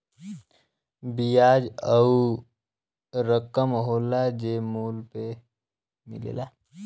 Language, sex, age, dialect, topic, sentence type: Bhojpuri, male, <18, Western, banking, statement